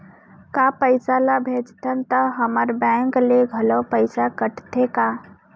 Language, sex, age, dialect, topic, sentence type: Chhattisgarhi, female, 60-100, Central, banking, question